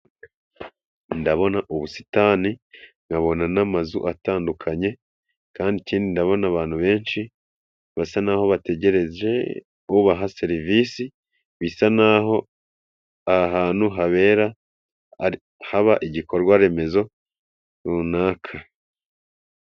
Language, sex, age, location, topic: Kinyarwanda, male, 25-35, Kigali, health